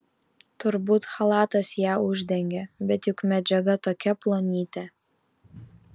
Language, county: Lithuanian, Vilnius